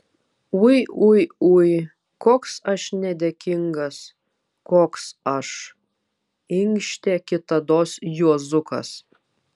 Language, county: Lithuanian, Vilnius